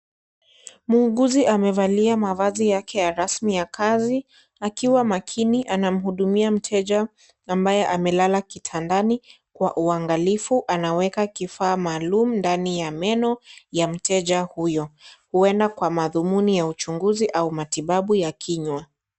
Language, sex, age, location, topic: Swahili, female, 18-24, Kisii, health